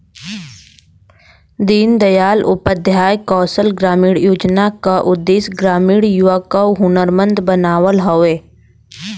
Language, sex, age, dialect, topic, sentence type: Bhojpuri, female, 18-24, Western, banking, statement